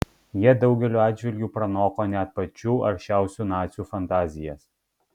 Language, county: Lithuanian, Kaunas